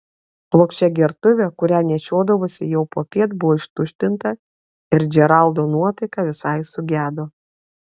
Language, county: Lithuanian, Klaipėda